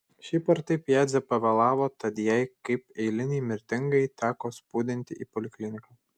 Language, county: Lithuanian, Šiauliai